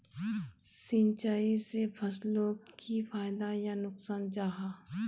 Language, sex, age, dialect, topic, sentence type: Magahi, female, 25-30, Northeastern/Surjapuri, agriculture, question